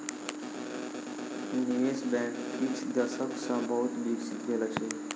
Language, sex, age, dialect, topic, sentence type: Maithili, male, 18-24, Southern/Standard, banking, statement